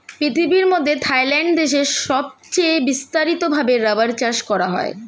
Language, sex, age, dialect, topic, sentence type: Bengali, male, 25-30, Standard Colloquial, agriculture, statement